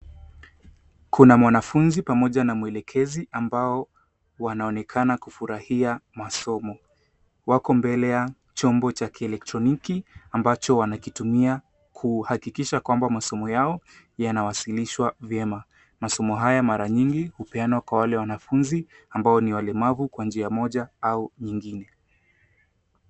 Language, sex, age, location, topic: Swahili, male, 18-24, Nairobi, education